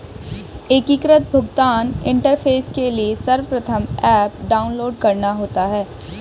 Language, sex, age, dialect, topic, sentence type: Hindi, male, 25-30, Hindustani Malvi Khadi Boli, banking, statement